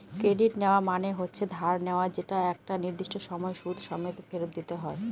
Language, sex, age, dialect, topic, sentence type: Bengali, female, 18-24, Northern/Varendri, banking, statement